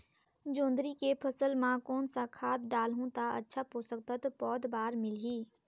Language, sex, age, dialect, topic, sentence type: Chhattisgarhi, female, 18-24, Northern/Bhandar, agriculture, question